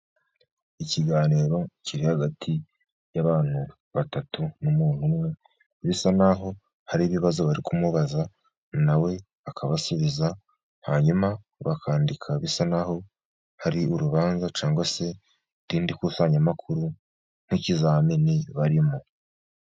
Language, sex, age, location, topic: Kinyarwanda, male, 50+, Musanze, government